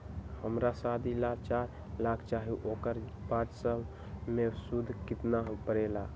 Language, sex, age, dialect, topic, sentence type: Magahi, male, 18-24, Western, banking, question